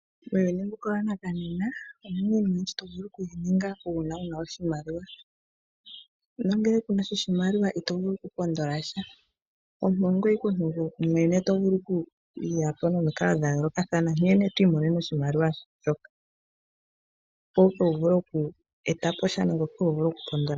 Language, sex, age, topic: Oshiwambo, female, 25-35, finance